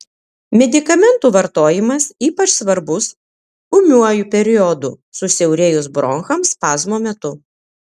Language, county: Lithuanian, Kaunas